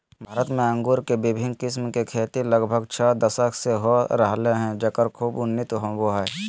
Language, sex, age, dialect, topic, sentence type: Magahi, male, 18-24, Southern, agriculture, statement